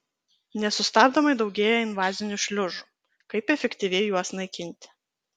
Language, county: Lithuanian, Kaunas